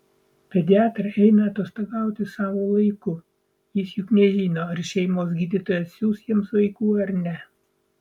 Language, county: Lithuanian, Vilnius